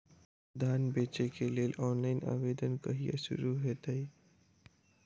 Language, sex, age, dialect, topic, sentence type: Maithili, male, 18-24, Southern/Standard, agriculture, question